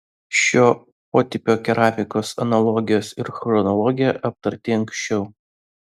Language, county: Lithuanian, Vilnius